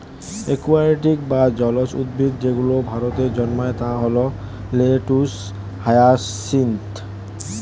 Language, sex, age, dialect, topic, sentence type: Bengali, male, 18-24, Standard Colloquial, agriculture, statement